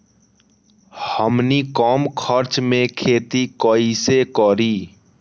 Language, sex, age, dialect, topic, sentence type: Magahi, male, 18-24, Western, agriculture, question